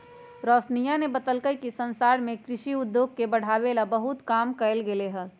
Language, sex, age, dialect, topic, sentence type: Magahi, female, 56-60, Western, agriculture, statement